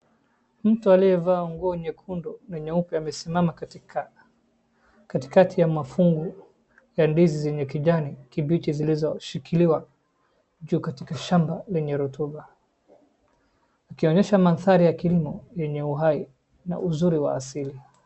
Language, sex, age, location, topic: Swahili, male, 25-35, Wajir, agriculture